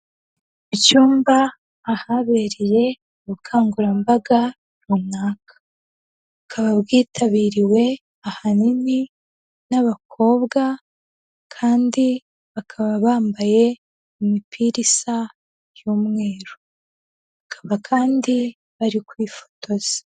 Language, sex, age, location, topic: Kinyarwanda, female, 18-24, Huye, health